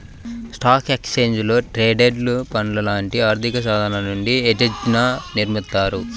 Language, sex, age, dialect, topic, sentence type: Telugu, male, 25-30, Central/Coastal, banking, statement